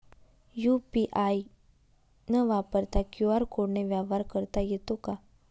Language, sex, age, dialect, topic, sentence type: Marathi, female, 18-24, Northern Konkan, banking, question